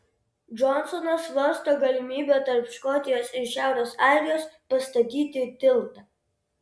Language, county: Lithuanian, Vilnius